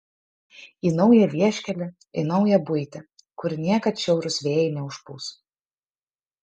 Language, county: Lithuanian, Kaunas